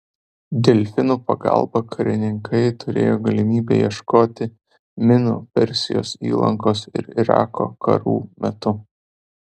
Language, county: Lithuanian, Vilnius